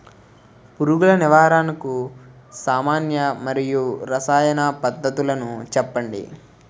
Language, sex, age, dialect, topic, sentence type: Telugu, male, 18-24, Utterandhra, agriculture, question